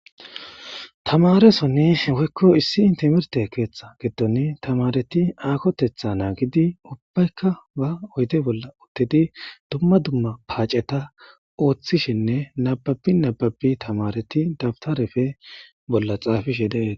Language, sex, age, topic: Gamo, male, 18-24, government